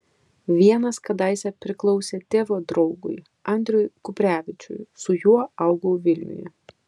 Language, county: Lithuanian, Kaunas